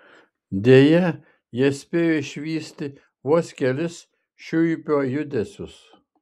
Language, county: Lithuanian, Šiauliai